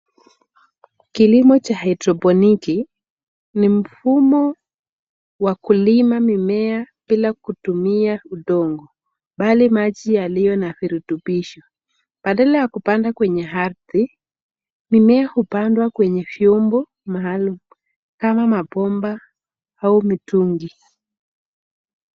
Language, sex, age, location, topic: Swahili, male, 36-49, Nairobi, agriculture